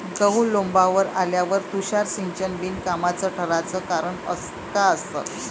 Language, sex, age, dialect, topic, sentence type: Marathi, female, 56-60, Varhadi, agriculture, question